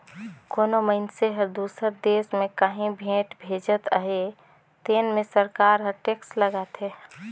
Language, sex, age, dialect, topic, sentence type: Chhattisgarhi, female, 25-30, Northern/Bhandar, banking, statement